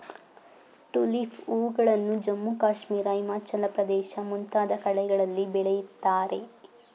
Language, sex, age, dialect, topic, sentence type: Kannada, female, 41-45, Mysore Kannada, agriculture, statement